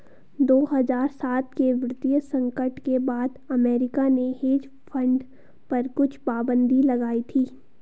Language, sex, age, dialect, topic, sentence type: Hindi, female, 18-24, Garhwali, banking, statement